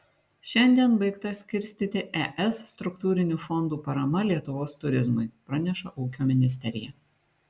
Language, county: Lithuanian, Šiauliai